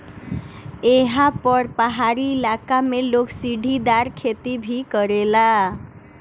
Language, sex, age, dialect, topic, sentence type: Bhojpuri, female, 18-24, Northern, agriculture, statement